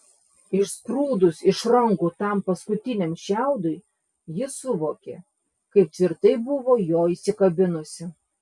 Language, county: Lithuanian, Klaipėda